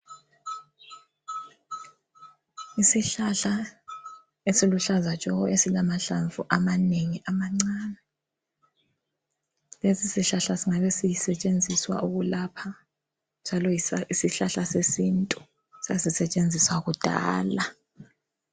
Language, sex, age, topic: North Ndebele, female, 25-35, health